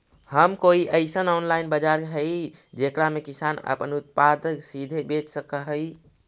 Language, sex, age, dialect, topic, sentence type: Magahi, male, 56-60, Central/Standard, agriculture, statement